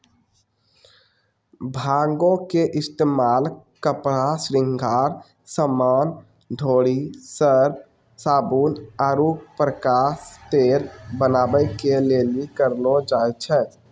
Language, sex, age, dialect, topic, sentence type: Maithili, male, 18-24, Angika, agriculture, statement